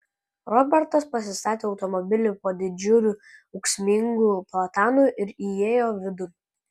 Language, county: Lithuanian, Kaunas